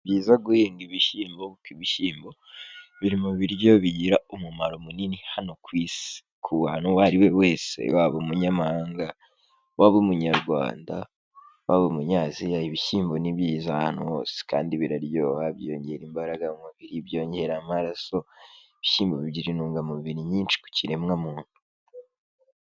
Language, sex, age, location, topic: Kinyarwanda, male, 18-24, Kigali, agriculture